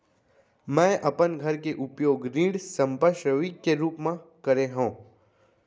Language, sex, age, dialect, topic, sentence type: Chhattisgarhi, male, 51-55, Central, banking, statement